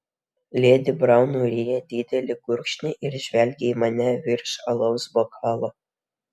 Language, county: Lithuanian, Vilnius